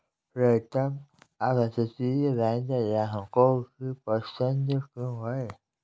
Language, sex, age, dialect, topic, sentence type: Hindi, male, 60-100, Kanauji Braj Bhasha, banking, statement